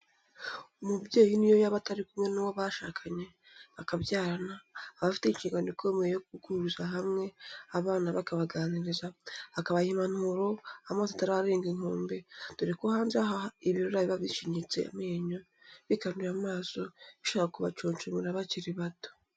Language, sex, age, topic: Kinyarwanda, female, 18-24, education